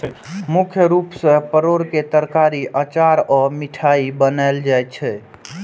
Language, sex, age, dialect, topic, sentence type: Maithili, male, 18-24, Eastern / Thethi, agriculture, statement